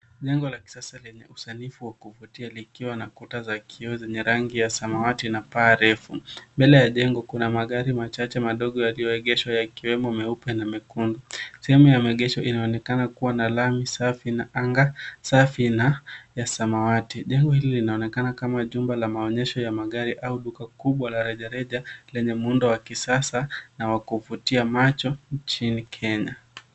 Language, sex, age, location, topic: Swahili, male, 18-24, Nairobi, finance